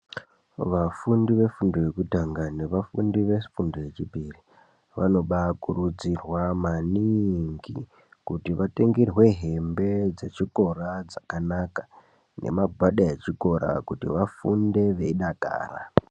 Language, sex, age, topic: Ndau, male, 18-24, education